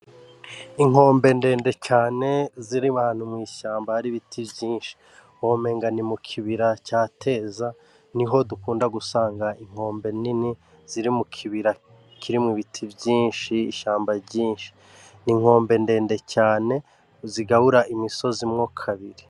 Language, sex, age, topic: Rundi, male, 36-49, agriculture